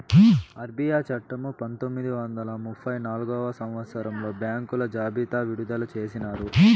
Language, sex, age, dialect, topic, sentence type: Telugu, male, 18-24, Southern, banking, statement